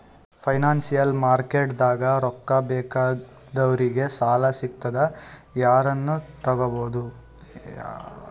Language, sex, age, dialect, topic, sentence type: Kannada, male, 18-24, Northeastern, banking, statement